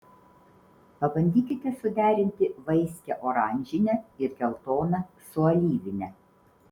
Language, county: Lithuanian, Vilnius